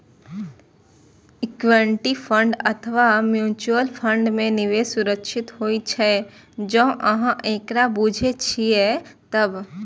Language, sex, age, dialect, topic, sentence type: Maithili, female, 25-30, Eastern / Thethi, banking, statement